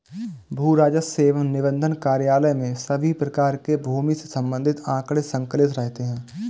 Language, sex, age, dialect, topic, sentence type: Hindi, male, 25-30, Awadhi Bundeli, agriculture, statement